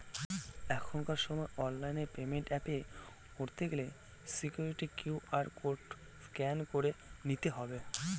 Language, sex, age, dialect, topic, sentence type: Bengali, male, 25-30, Northern/Varendri, banking, statement